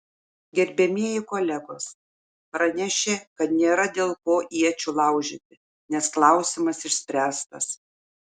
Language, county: Lithuanian, Šiauliai